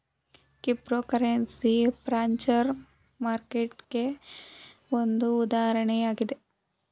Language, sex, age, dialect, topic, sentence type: Kannada, female, 18-24, Mysore Kannada, banking, statement